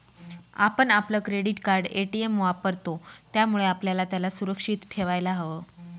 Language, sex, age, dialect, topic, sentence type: Marathi, female, 25-30, Northern Konkan, banking, statement